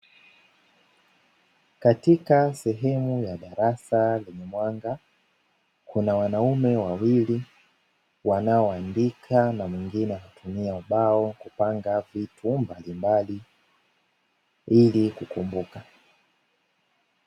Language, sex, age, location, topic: Swahili, male, 25-35, Dar es Salaam, education